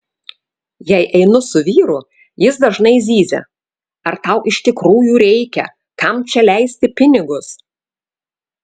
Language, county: Lithuanian, Vilnius